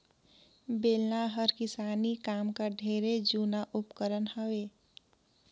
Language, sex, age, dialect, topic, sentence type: Chhattisgarhi, female, 18-24, Northern/Bhandar, agriculture, statement